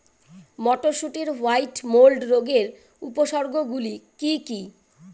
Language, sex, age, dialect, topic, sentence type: Bengali, female, 41-45, Rajbangshi, agriculture, question